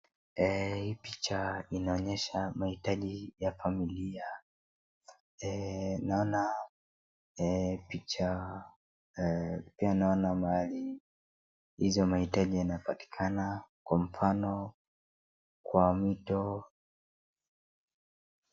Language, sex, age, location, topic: Swahili, male, 36-49, Wajir, education